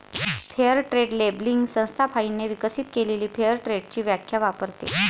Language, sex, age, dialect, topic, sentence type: Marathi, female, 36-40, Varhadi, banking, statement